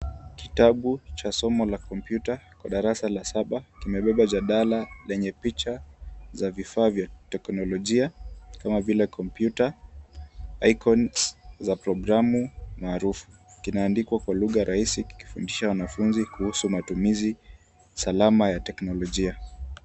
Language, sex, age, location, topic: Swahili, male, 18-24, Kisumu, education